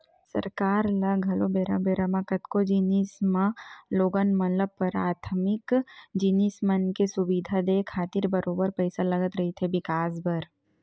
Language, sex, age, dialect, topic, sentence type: Chhattisgarhi, female, 18-24, Western/Budati/Khatahi, banking, statement